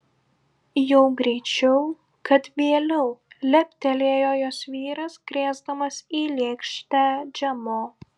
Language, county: Lithuanian, Klaipėda